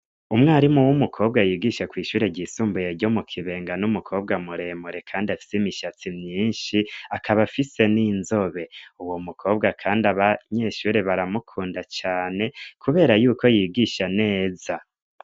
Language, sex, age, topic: Rundi, male, 25-35, education